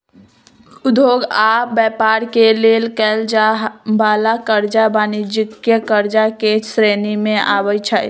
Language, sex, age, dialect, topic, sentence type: Magahi, female, 25-30, Western, banking, statement